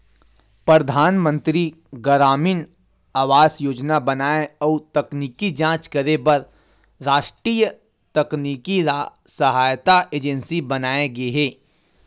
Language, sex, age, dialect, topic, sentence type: Chhattisgarhi, male, 18-24, Western/Budati/Khatahi, banking, statement